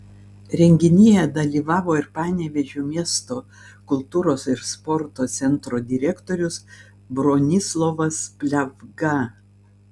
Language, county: Lithuanian, Vilnius